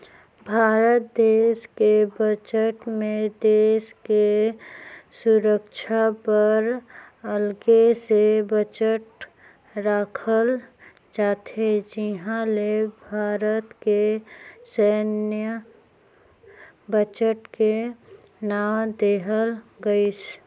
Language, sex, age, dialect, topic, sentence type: Chhattisgarhi, female, 36-40, Northern/Bhandar, banking, statement